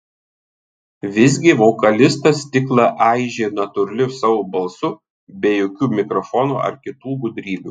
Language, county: Lithuanian, Tauragė